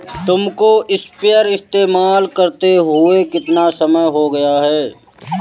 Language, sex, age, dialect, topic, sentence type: Hindi, male, 25-30, Awadhi Bundeli, agriculture, statement